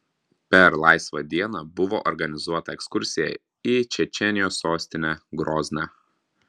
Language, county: Lithuanian, Klaipėda